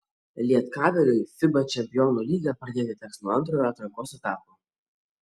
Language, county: Lithuanian, Kaunas